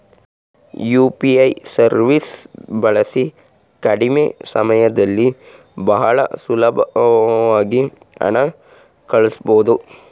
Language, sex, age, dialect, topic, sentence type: Kannada, male, 36-40, Mysore Kannada, banking, statement